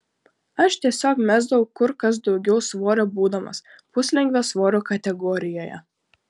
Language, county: Lithuanian, Klaipėda